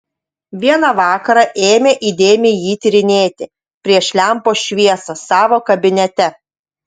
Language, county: Lithuanian, Utena